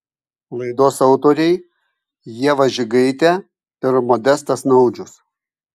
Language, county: Lithuanian, Kaunas